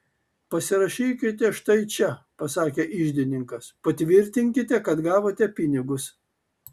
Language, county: Lithuanian, Kaunas